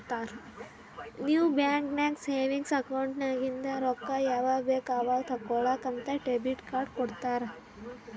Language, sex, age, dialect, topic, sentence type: Kannada, female, 18-24, Northeastern, banking, statement